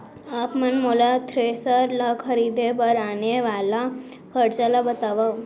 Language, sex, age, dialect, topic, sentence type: Chhattisgarhi, female, 18-24, Central, agriculture, question